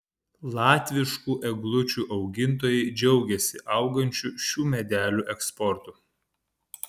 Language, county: Lithuanian, Panevėžys